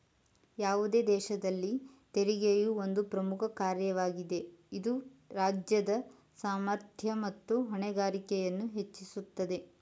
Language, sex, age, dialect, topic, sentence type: Kannada, male, 18-24, Mysore Kannada, banking, statement